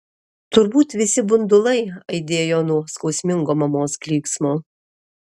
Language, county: Lithuanian, Alytus